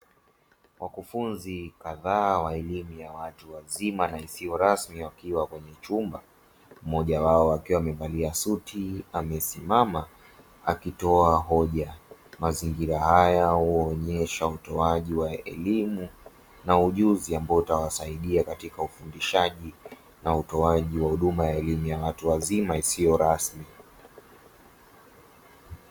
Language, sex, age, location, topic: Swahili, male, 25-35, Dar es Salaam, education